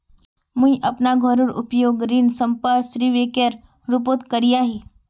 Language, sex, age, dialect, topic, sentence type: Magahi, female, 36-40, Northeastern/Surjapuri, banking, statement